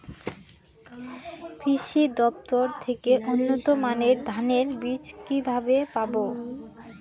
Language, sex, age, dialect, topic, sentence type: Bengali, female, 18-24, Rajbangshi, agriculture, question